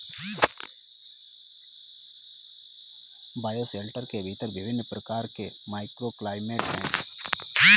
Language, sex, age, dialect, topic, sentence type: Hindi, male, 18-24, Kanauji Braj Bhasha, agriculture, statement